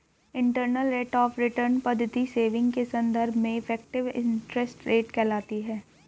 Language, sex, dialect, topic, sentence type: Hindi, female, Hindustani Malvi Khadi Boli, banking, statement